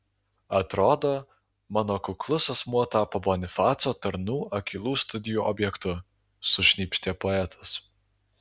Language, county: Lithuanian, Alytus